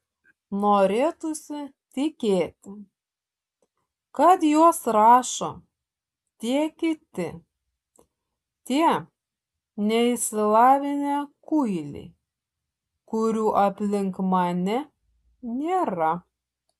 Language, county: Lithuanian, Šiauliai